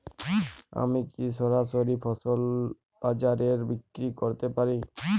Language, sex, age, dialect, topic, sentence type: Bengali, male, 31-35, Jharkhandi, agriculture, question